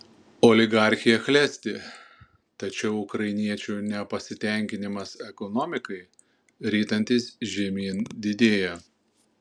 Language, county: Lithuanian, Panevėžys